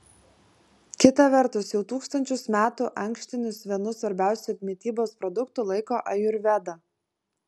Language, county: Lithuanian, Vilnius